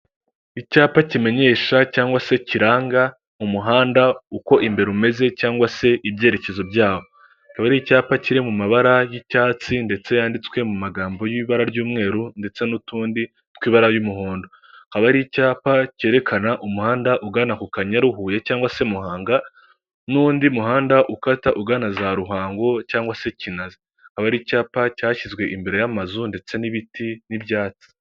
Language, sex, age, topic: Kinyarwanda, male, 18-24, government